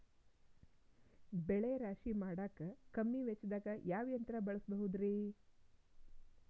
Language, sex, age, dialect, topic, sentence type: Kannada, female, 46-50, Dharwad Kannada, agriculture, question